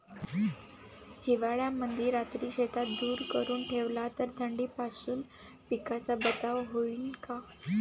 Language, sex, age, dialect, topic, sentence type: Marathi, female, 18-24, Varhadi, agriculture, question